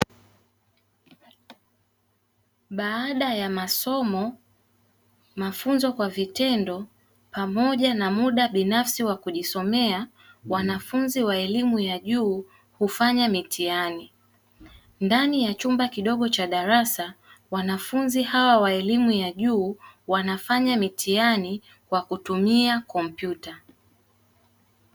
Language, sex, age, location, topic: Swahili, female, 18-24, Dar es Salaam, education